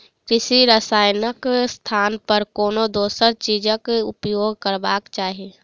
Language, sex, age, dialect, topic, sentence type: Maithili, female, 25-30, Southern/Standard, agriculture, statement